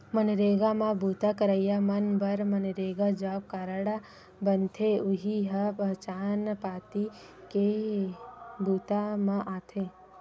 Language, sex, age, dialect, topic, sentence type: Chhattisgarhi, female, 18-24, Western/Budati/Khatahi, banking, statement